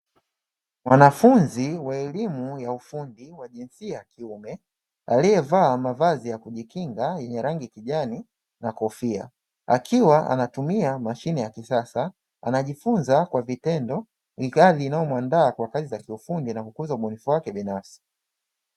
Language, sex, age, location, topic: Swahili, male, 25-35, Dar es Salaam, education